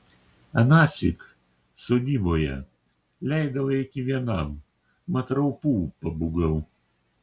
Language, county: Lithuanian, Kaunas